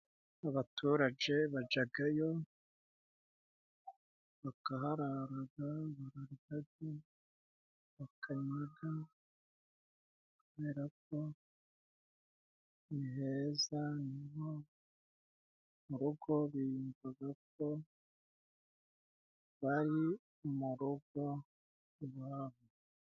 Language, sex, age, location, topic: Kinyarwanda, male, 36-49, Musanze, finance